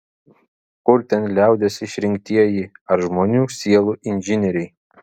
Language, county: Lithuanian, Vilnius